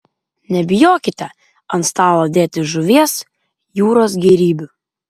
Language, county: Lithuanian, Vilnius